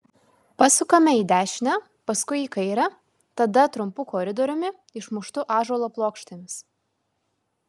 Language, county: Lithuanian, Kaunas